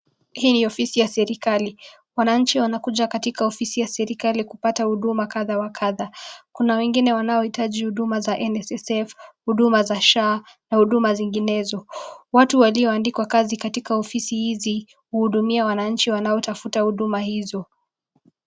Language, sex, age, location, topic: Swahili, female, 18-24, Nakuru, government